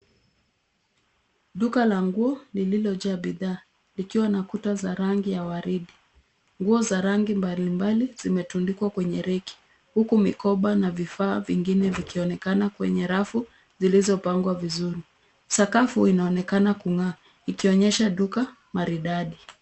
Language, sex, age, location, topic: Swahili, female, 25-35, Nairobi, finance